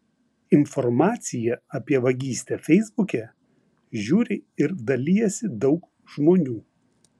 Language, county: Lithuanian, Vilnius